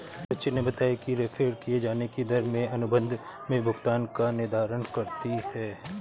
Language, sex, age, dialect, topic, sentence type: Hindi, male, 31-35, Awadhi Bundeli, banking, statement